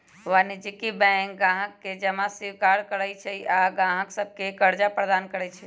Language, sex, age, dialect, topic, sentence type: Magahi, female, 25-30, Western, banking, statement